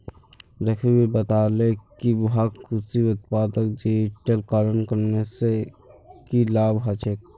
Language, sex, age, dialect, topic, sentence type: Magahi, male, 51-55, Northeastern/Surjapuri, agriculture, statement